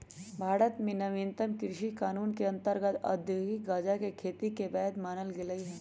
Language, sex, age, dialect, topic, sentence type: Magahi, male, 18-24, Western, agriculture, statement